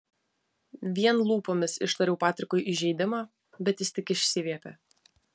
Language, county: Lithuanian, Vilnius